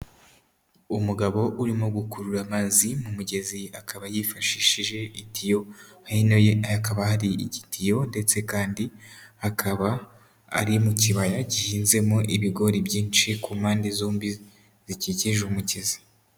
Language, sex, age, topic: Kinyarwanda, female, 18-24, agriculture